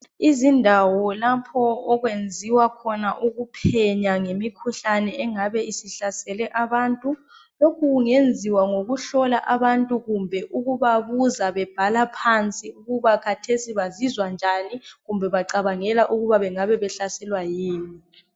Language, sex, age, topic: North Ndebele, male, 25-35, health